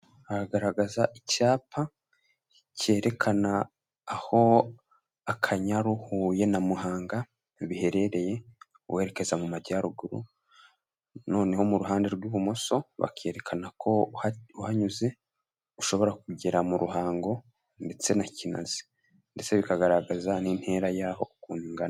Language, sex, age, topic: Kinyarwanda, male, 18-24, government